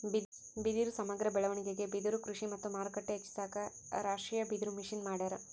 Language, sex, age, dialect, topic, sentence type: Kannada, female, 18-24, Central, agriculture, statement